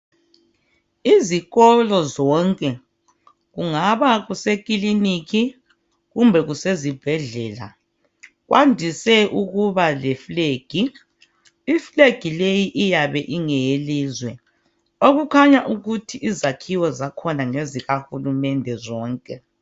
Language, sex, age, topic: North Ndebele, female, 50+, education